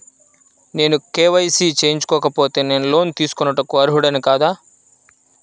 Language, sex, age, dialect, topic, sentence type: Telugu, male, 25-30, Central/Coastal, banking, question